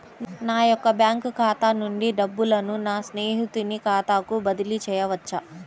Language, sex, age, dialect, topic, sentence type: Telugu, female, 31-35, Central/Coastal, banking, question